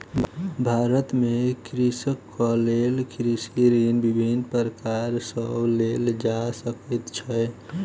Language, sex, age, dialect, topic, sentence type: Maithili, female, 18-24, Southern/Standard, agriculture, statement